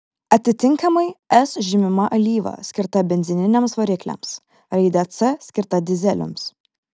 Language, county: Lithuanian, Vilnius